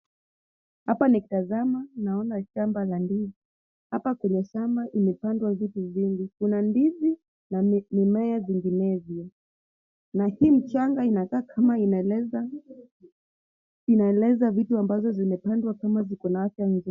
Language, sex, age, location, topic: Swahili, female, 25-35, Kisumu, agriculture